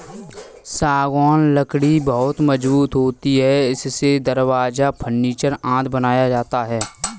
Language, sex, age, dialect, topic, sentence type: Hindi, male, 18-24, Kanauji Braj Bhasha, agriculture, statement